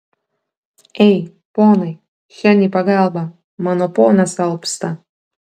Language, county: Lithuanian, Kaunas